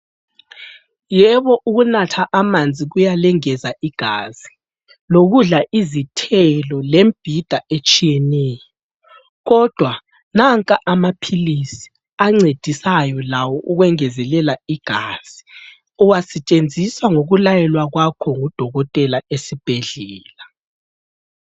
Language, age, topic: North Ndebele, 25-35, health